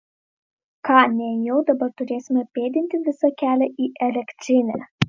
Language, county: Lithuanian, Vilnius